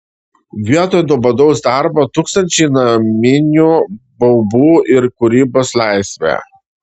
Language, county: Lithuanian, Šiauliai